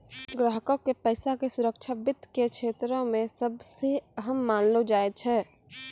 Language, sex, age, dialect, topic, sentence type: Maithili, female, 18-24, Angika, banking, statement